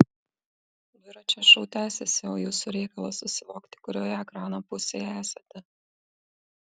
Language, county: Lithuanian, Kaunas